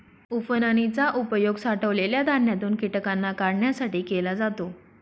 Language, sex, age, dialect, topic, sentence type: Marathi, female, 31-35, Northern Konkan, agriculture, statement